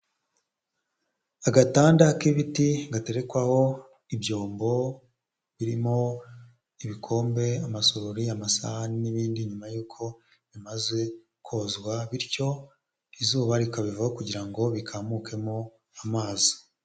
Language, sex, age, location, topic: Kinyarwanda, female, 25-35, Huye, health